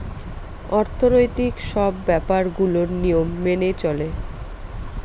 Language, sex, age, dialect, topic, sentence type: Bengali, female, 25-30, Northern/Varendri, banking, statement